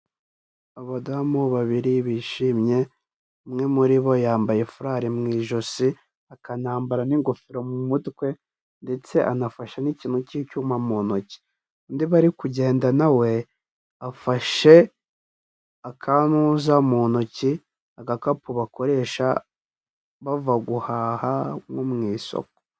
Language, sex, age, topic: Kinyarwanda, male, 18-24, health